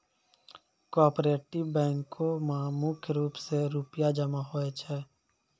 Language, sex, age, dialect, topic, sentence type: Maithili, male, 56-60, Angika, banking, statement